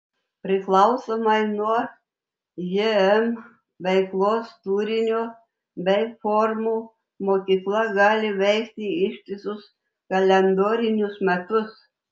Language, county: Lithuanian, Telšiai